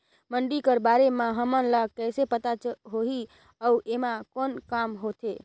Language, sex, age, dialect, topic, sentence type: Chhattisgarhi, female, 25-30, Northern/Bhandar, agriculture, question